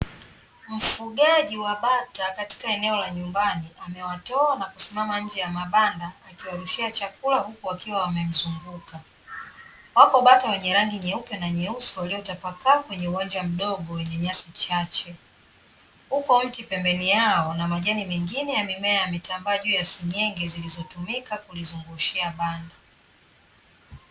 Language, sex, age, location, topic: Swahili, female, 36-49, Dar es Salaam, agriculture